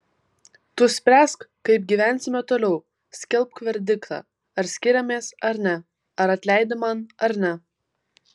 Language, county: Lithuanian, Vilnius